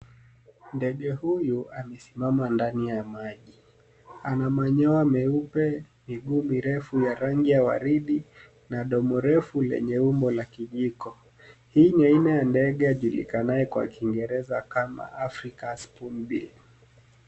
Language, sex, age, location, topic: Swahili, male, 25-35, Nairobi, government